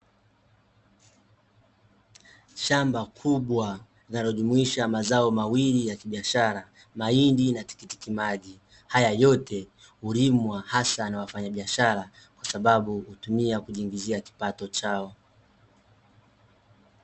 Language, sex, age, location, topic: Swahili, male, 18-24, Dar es Salaam, agriculture